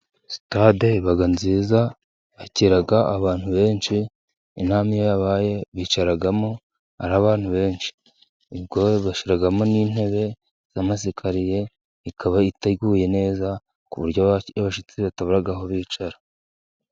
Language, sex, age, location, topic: Kinyarwanda, male, 36-49, Musanze, government